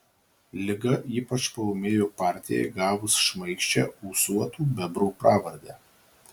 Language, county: Lithuanian, Marijampolė